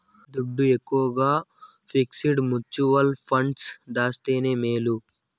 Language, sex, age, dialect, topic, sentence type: Telugu, male, 18-24, Southern, banking, statement